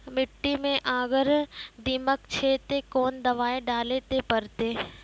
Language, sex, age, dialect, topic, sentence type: Maithili, female, 25-30, Angika, agriculture, question